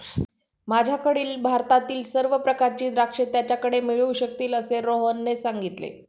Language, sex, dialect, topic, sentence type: Marathi, female, Standard Marathi, agriculture, statement